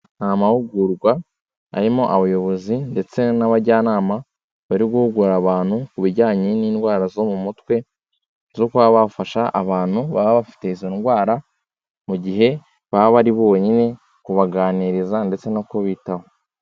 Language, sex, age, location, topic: Kinyarwanda, male, 18-24, Kigali, health